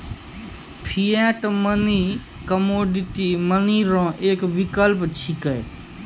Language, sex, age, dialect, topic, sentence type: Maithili, male, 51-55, Angika, banking, statement